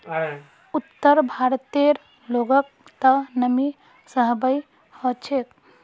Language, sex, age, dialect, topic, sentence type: Magahi, female, 25-30, Northeastern/Surjapuri, agriculture, statement